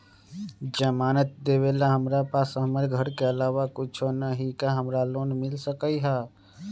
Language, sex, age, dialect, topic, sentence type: Magahi, male, 25-30, Western, banking, question